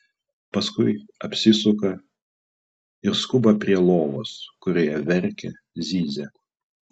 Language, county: Lithuanian, Klaipėda